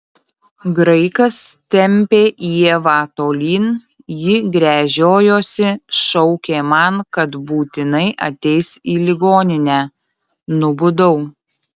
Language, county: Lithuanian, Utena